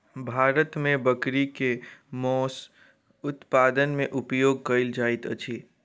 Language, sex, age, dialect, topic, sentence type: Maithili, male, 18-24, Southern/Standard, agriculture, statement